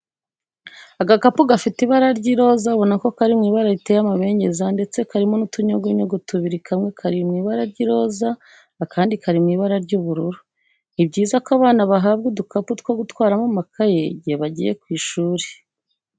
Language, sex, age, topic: Kinyarwanda, female, 25-35, education